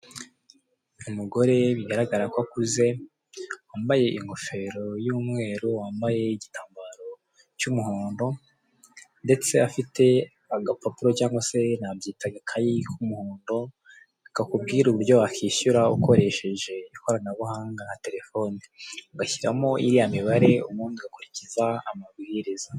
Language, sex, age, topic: Kinyarwanda, male, 18-24, finance